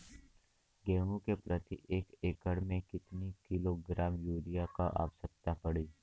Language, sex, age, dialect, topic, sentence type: Bhojpuri, male, 18-24, Western, agriculture, question